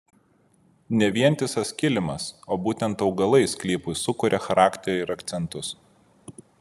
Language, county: Lithuanian, Vilnius